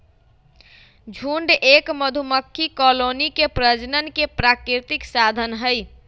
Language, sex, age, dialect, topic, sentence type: Magahi, female, 25-30, Western, agriculture, statement